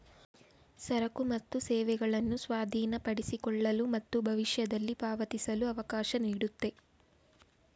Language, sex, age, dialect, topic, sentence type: Kannada, female, 18-24, Mysore Kannada, banking, statement